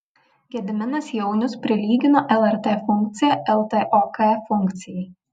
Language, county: Lithuanian, Vilnius